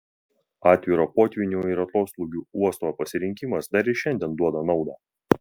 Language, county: Lithuanian, Vilnius